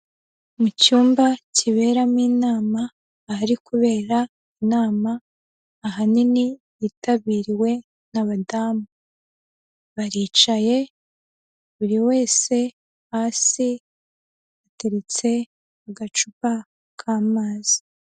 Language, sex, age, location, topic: Kinyarwanda, female, 18-24, Huye, health